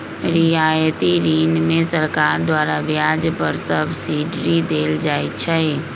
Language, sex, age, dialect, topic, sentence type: Magahi, female, 25-30, Western, banking, statement